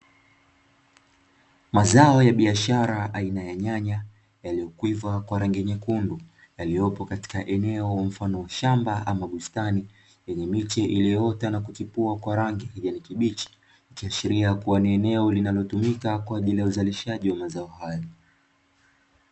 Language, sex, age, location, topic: Swahili, male, 25-35, Dar es Salaam, agriculture